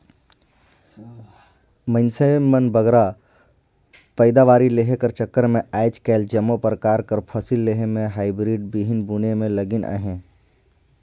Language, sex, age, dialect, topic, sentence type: Chhattisgarhi, male, 18-24, Northern/Bhandar, agriculture, statement